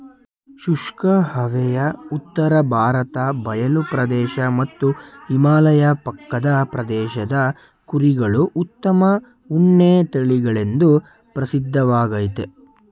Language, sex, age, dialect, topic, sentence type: Kannada, male, 18-24, Mysore Kannada, agriculture, statement